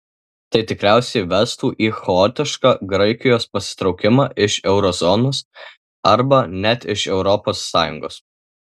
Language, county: Lithuanian, Tauragė